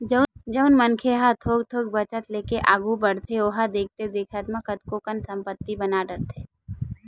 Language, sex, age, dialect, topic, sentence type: Chhattisgarhi, female, 18-24, Western/Budati/Khatahi, banking, statement